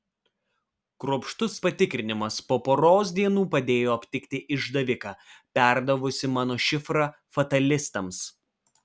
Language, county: Lithuanian, Vilnius